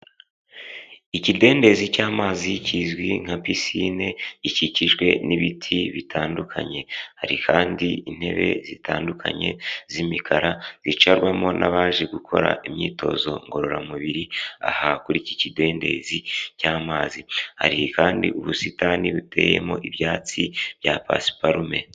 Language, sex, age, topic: Kinyarwanda, male, 18-24, finance